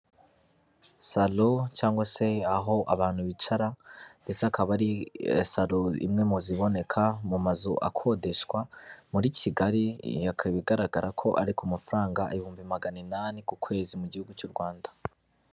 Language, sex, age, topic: Kinyarwanda, male, 25-35, finance